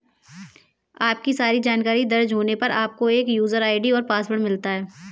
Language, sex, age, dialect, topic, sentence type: Hindi, female, 18-24, Kanauji Braj Bhasha, banking, statement